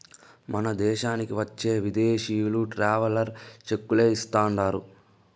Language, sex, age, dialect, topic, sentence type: Telugu, male, 25-30, Southern, banking, statement